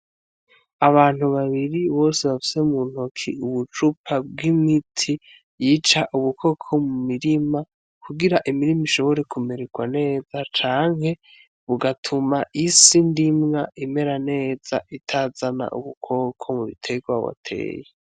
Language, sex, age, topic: Rundi, male, 18-24, agriculture